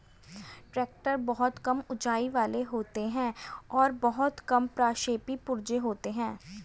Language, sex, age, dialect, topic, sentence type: Hindi, female, 18-24, Hindustani Malvi Khadi Boli, agriculture, statement